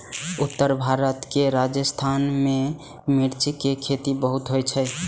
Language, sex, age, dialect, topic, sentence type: Maithili, male, 18-24, Eastern / Thethi, agriculture, statement